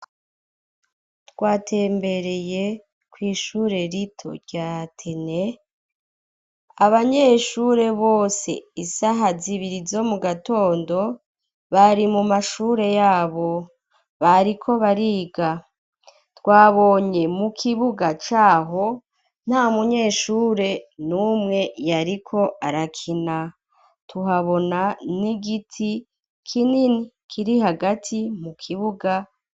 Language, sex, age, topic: Rundi, female, 36-49, education